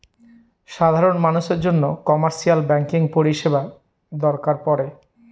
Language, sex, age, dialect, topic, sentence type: Bengali, male, 41-45, Northern/Varendri, banking, statement